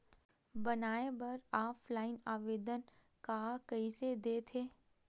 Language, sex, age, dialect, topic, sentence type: Chhattisgarhi, female, 18-24, Western/Budati/Khatahi, banking, question